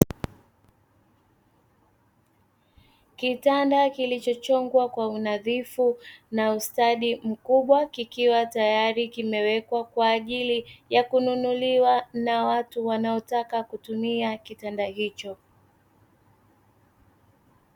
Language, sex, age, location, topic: Swahili, female, 25-35, Dar es Salaam, finance